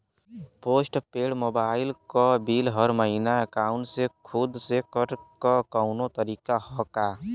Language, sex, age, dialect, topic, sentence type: Bhojpuri, male, 18-24, Western, banking, question